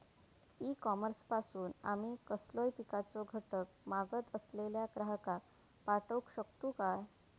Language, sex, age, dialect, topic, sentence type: Marathi, female, 18-24, Southern Konkan, agriculture, question